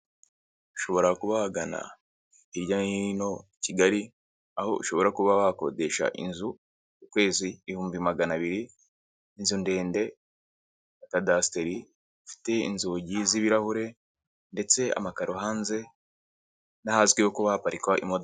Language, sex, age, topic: Kinyarwanda, male, 25-35, finance